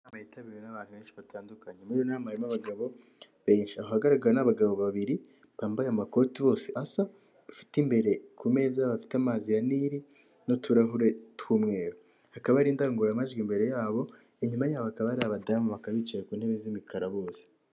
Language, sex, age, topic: Kinyarwanda, female, 18-24, government